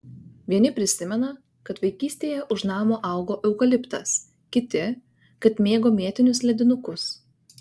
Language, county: Lithuanian, Kaunas